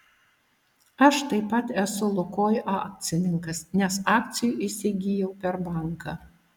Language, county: Lithuanian, Utena